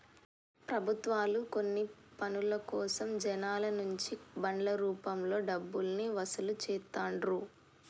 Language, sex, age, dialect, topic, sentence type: Telugu, female, 18-24, Telangana, banking, statement